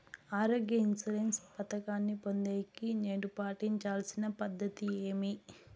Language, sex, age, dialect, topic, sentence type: Telugu, female, 18-24, Southern, banking, question